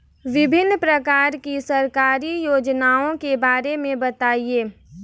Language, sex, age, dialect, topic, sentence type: Hindi, female, 18-24, Kanauji Braj Bhasha, agriculture, question